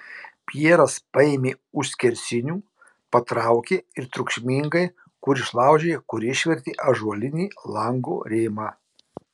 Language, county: Lithuanian, Marijampolė